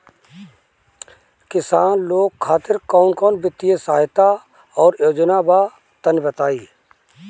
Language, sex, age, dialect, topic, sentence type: Bhojpuri, male, 36-40, Northern, agriculture, question